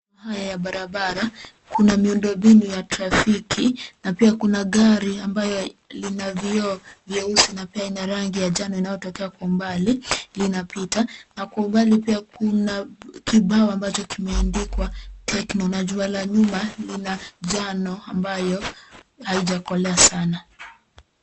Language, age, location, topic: Swahili, 25-35, Nairobi, government